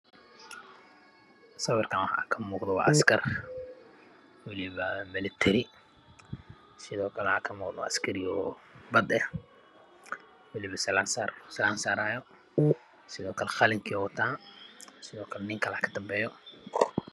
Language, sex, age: Somali, male, 25-35